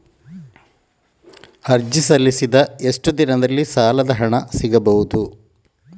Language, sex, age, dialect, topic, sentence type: Kannada, male, 18-24, Coastal/Dakshin, banking, question